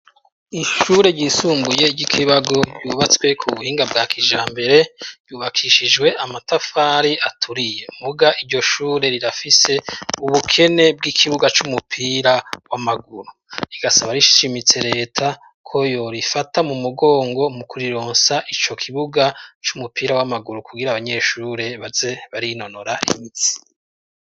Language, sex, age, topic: Rundi, male, 36-49, education